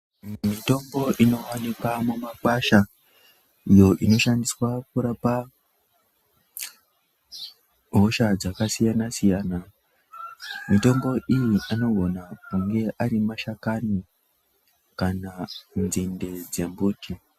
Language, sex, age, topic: Ndau, female, 18-24, health